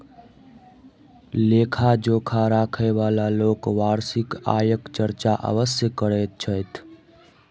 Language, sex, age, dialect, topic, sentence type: Maithili, male, 18-24, Southern/Standard, banking, statement